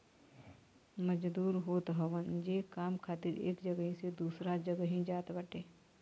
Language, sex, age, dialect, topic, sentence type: Bhojpuri, female, 36-40, Western, agriculture, statement